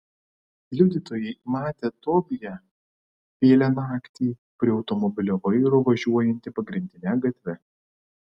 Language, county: Lithuanian, Vilnius